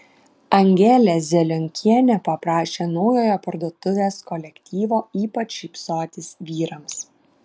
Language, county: Lithuanian, Vilnius